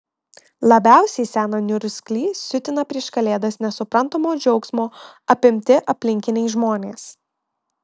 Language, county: Lithuanian, Marijampolė